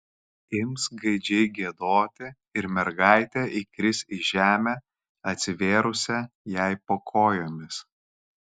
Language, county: Lithuanian, Kaunas